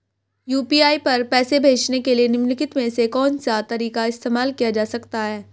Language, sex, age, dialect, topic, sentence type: Hindi, female, 18-24, Hindustani Malvi Khadi Boli, banking, question